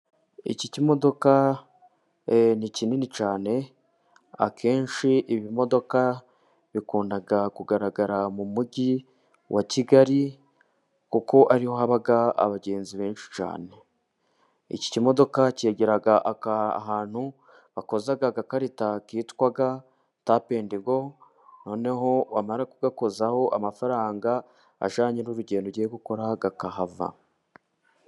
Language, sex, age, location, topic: Kinyarwanda, male, 18-24, Musanze, government